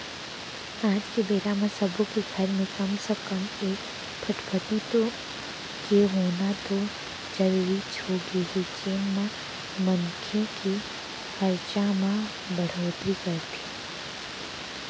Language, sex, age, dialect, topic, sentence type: Chhattisgarhi, female, 18-24, Central, banking, statement